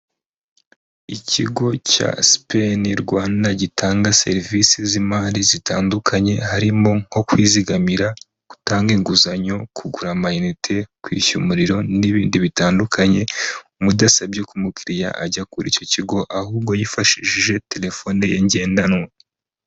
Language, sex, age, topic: Kinyarwanda, male, 25-35, finance